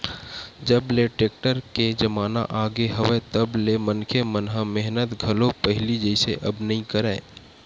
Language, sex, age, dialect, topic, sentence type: Chhattisgarhi, male, 18-24, Western/Budati/Khatahi, agriculture, statement